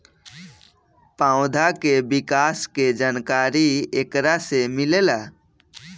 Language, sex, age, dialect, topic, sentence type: Bhojpuri, male, 18-24, Southern / Standard, agriculture, statement